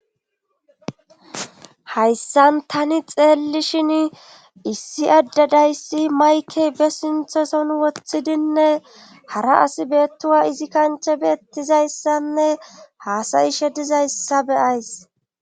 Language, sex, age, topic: Gamo, female, 25-35, government